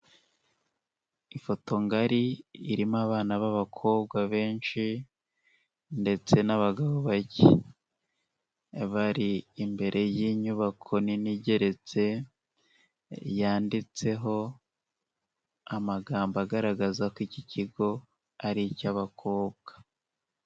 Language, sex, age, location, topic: Kinyarwanda, male, 18-24, Nyagatare, education